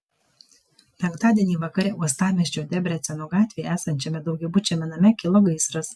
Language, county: Lithuanian, Kaunas